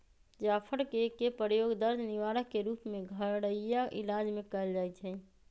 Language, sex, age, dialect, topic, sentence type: Magahi, female, 25-30, Western, agriculture, statement